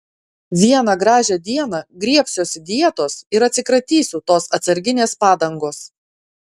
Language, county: Lithuanian, Klaipėda